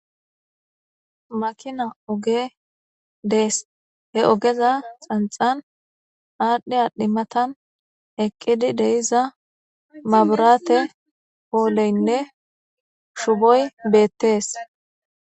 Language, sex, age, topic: Gamo, female, 25-35, government